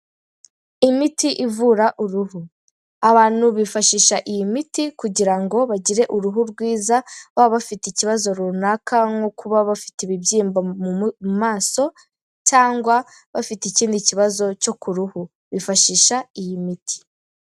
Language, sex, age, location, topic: Kinyarwanda, female, 18-24, Kigali, health